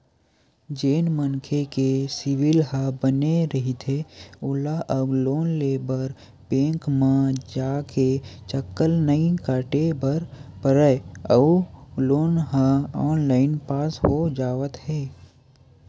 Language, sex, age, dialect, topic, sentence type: Chhattisgarhi, male, 18-24, Western/Budati/Khatahi, banking, statement